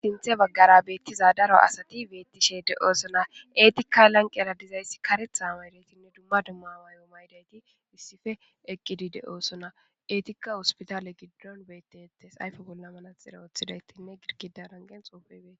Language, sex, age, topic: Gamo, female, 25-35, government